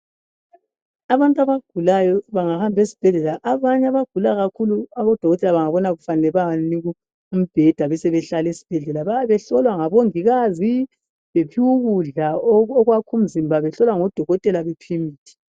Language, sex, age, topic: North Ndebele, female, 50+, health